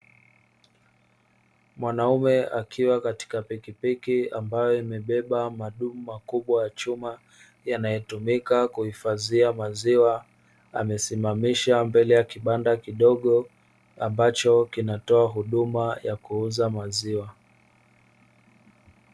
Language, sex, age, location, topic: Swahili, male, 25-35, Dar es Salaam, finance